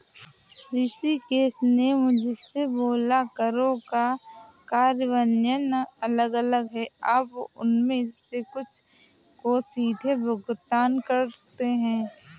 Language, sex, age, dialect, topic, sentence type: Hindi, female, 18-24, Marwari Dhudhari, banking, statement